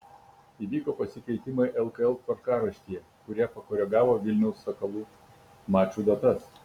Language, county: Lithuanian, Kaunas